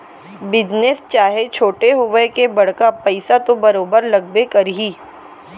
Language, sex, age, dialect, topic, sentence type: Chhattisgarhi, female, 18-24, Central, banking, statement